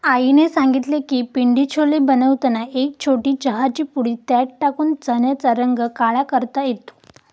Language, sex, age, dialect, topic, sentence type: Marathi, female, 18-24, Standard Marathi, agriculture, statement